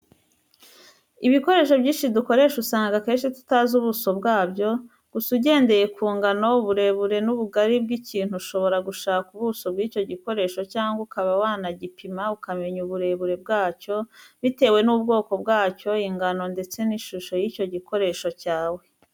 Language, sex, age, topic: Kinyarwanda, female, 25-35, education